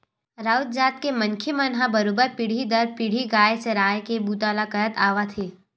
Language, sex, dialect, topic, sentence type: Chhattisgarhi, female, Western/Budati/Khatahi, banking, statement